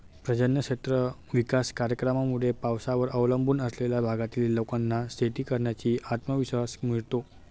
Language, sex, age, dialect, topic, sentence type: Marathi, male, 18-24, Standard Marathi, agriculture, statement